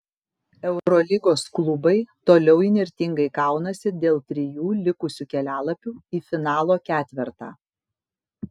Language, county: Lithuanian, Kaunas